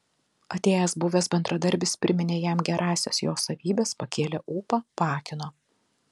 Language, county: Lithuanian, Telšiai